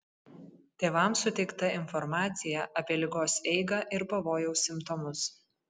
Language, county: Lithuanian, Kaunas